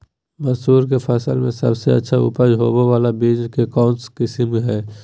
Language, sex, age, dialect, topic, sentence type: Magahi, male, 18-24, Southern, agriculture, question